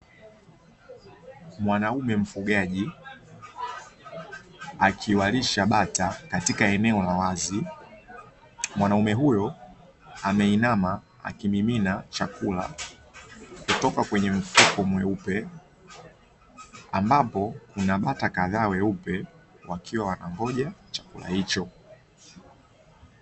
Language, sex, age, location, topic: Swahili, male, 25-35, Dar es Salaam, agriculture